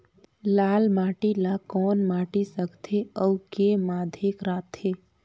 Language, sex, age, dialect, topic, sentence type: Chhattisgarhi, female, 31-35, Northern/Bhandar, agriculture, question